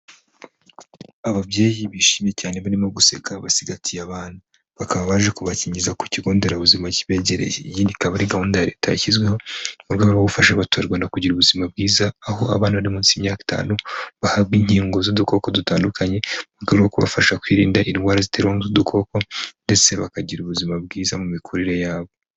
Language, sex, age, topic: Kinyarwanda, male, 18-24, health